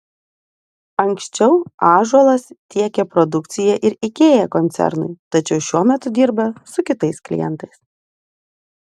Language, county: Lithuanian, Vilnius